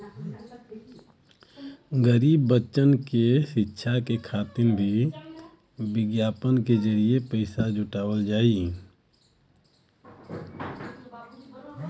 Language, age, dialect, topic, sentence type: Bhojpuri, 25-30, Western, banking, statement